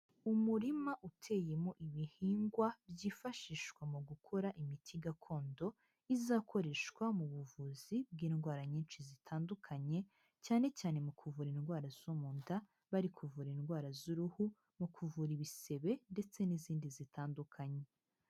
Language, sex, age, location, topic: Kinyarwanda, female, 18-24, Huye, health